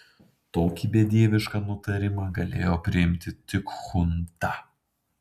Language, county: Lithuanian, Panevėžys